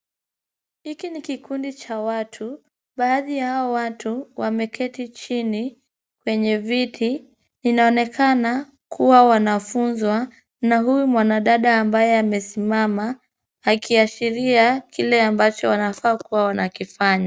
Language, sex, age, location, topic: Swahili, female, 25-35, Kisumu, health